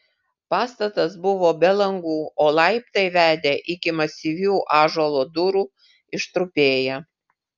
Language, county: Lithuanian, Vilnius